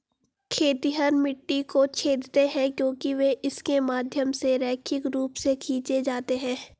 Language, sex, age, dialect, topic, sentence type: Hindi, female, 18-24, Hindustani Malvi Khadi Boli, agriculture, statement